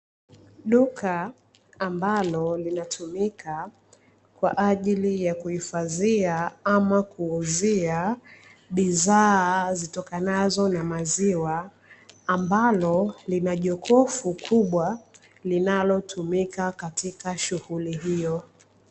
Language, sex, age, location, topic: Swahili, female, 25-35, Dar es Salaam, finance